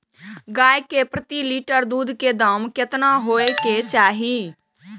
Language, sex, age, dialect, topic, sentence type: Maithili, female, 18-24, Eastern / Thethi, agriculture, question